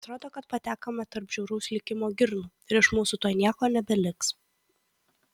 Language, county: Lithuanian, Kaunas